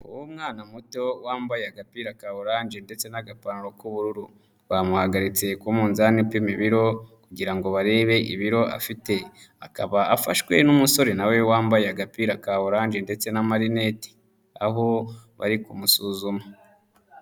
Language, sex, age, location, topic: Kinyarwanda, male, 25-35, Huye, health